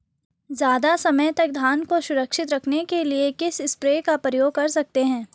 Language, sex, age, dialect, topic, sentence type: Hindi, female, 18-24, Marwari Dhudhari, agriculture, question